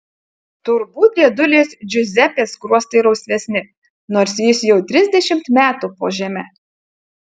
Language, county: Lithuanian, Utena